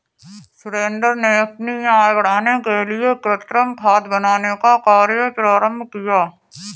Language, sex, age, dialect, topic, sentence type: Hindi, female, 31-35, Awadhi Bundeli, agriculture, statement